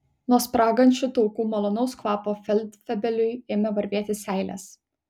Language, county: Lithuanian, Kaunas